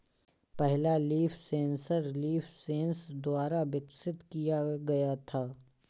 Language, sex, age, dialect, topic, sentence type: Hindi, male, 18-24, Awadhi Bundeli, agriculture, statement